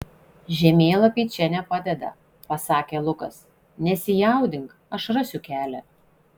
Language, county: Lithuanian, Šiauliai